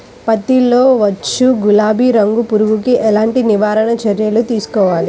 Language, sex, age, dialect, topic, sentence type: Telugu, female, 18-24, Central/Coastal, agriculture, question